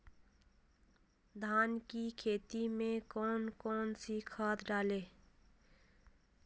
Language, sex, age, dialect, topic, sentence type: Hindi, female, 46-50, Hindustani Malvi Khadi Boli, agriculture, question